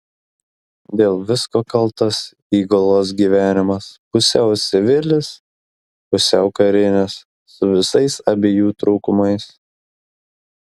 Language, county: Lithuanian, Klaipėda